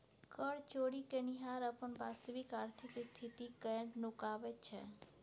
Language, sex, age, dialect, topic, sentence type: Maithili, female, 51-55, Bajjika, banking, statement